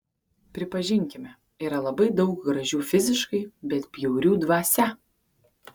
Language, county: Lithuanian, Kaunas